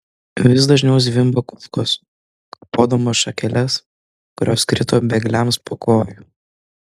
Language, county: Lithuanian, Vilnius